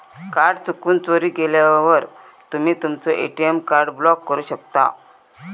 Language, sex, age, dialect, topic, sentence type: Marathi, female, 41-45, Southern Konkan, banking, statement